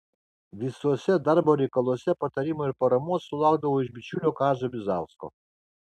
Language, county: Lithuanian, Kaunas